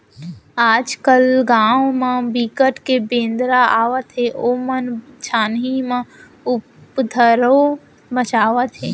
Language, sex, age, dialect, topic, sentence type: Chhattisgarhi, female, 18-24, Central, agriculture, statement